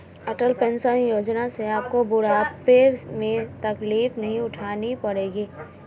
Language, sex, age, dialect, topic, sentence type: Hindi, female, 25-30, Marwari Dhudhari, banking, statement